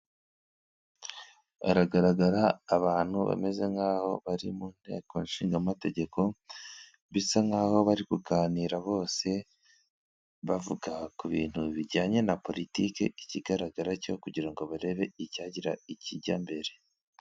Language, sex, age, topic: Kinyarwanda, male, 25-35, government